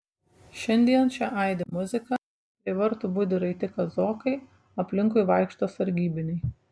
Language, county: Lithuanian, Šiauliai